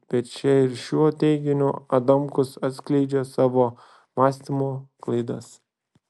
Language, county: Lithuanian, Šiauliai